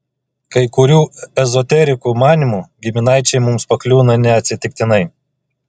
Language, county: Lithuanian, Klaipėda